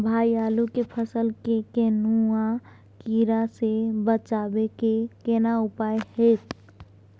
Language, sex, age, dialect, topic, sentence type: Maithili, female, 25-30, Bajjika, agriculture, question